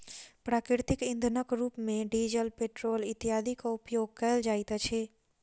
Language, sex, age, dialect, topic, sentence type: Maithili, female, 51-55, Southern/Standard, agriculture, statement